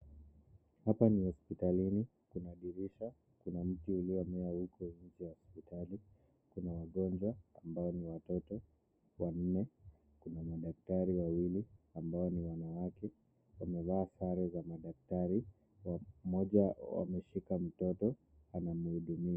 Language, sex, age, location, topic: Swahili, male, 25-35, Nakuru, health